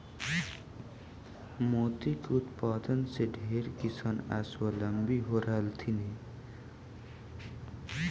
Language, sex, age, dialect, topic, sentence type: Magahi, male, 18-24, Central/Standard, agriculture, statement